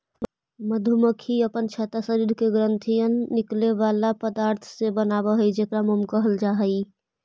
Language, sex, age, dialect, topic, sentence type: Magahi, female, 25-30, Central/Standard, agriculture, statement